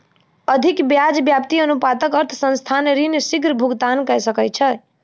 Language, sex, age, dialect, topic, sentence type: Maithili, female, 60-100, Southern/Standard, banking, statement